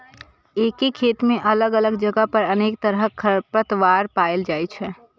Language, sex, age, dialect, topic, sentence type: Maithili, female, 25-30, Eastern / Thethi, agriculture, statement